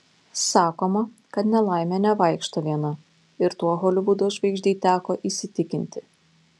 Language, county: Lithuanian, Panevėžys